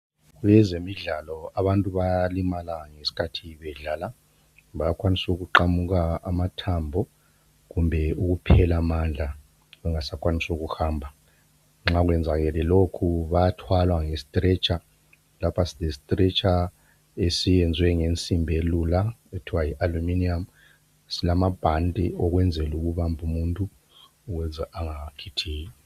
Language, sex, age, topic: North Ndebele, male, 50+, health